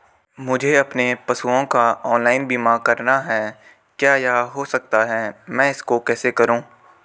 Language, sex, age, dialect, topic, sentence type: Hindi, male, 18-24, Garhwali, banking, question